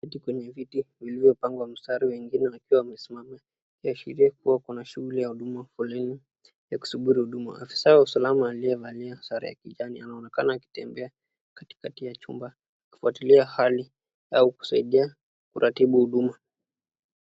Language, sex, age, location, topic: Swahili, female, 36-49, Nakuru, government